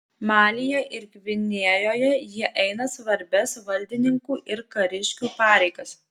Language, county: Lithuanian, Alytus